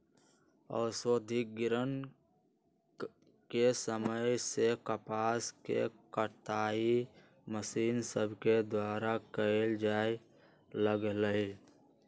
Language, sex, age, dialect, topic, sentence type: Magahi, male, 46-50, Western, agriculture, statement